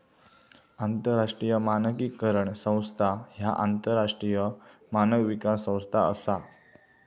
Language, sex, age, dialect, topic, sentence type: Marathi, male, 18-24, Southern Konkan, banking, statement